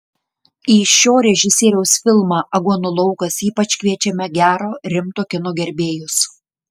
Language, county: Lithuanian, Klaipėda